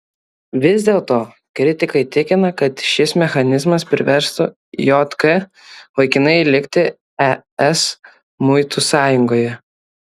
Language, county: Lithuanian, Kaunas